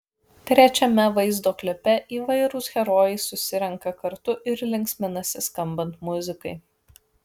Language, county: Lithuanian, Kaunas